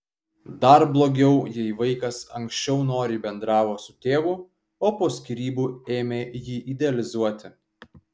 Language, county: Lithuanian, Kaunas